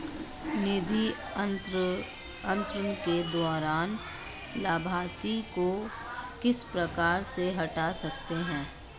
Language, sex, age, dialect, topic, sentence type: Hindi, female, 25-30, Marwari Dhudhari, banking, question